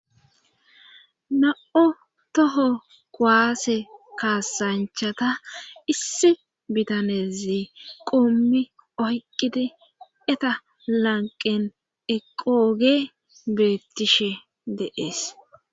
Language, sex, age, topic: Gamo, female, 25-35, government